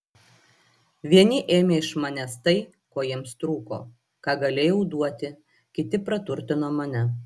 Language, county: Lithuanian, Klaipėda